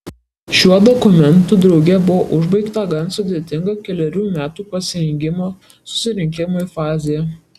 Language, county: Lithuanian, Kaunas